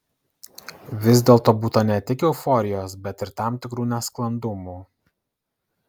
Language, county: Lithuanian, Kaunas